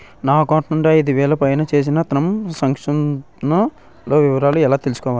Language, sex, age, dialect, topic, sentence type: Telugu, male, 18-24, Utterandhra, banking, question